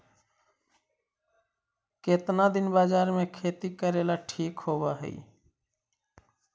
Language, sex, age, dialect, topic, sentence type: Magahi, male, 31-35, Central/Standard, agriculture, question